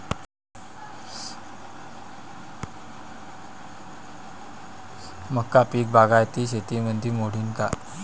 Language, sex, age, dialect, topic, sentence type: Marathi, male, 25-30, Varhadi, agriculture, question